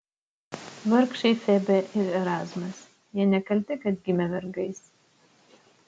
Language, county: Lithuanian, Utena